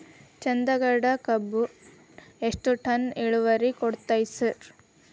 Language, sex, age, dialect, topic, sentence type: Kannada, female, 18-24, Dharwad Kannada, agriculture, question